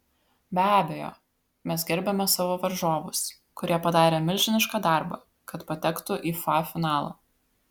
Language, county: Lithuanian, Vilnius